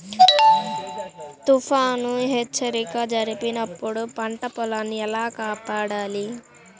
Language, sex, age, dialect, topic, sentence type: Telugu, female, 18-24, Central/Coastal, agriculture, question